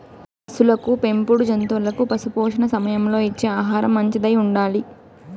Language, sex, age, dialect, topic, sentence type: Telugu, female, 18-24, Southern, agriculture, statement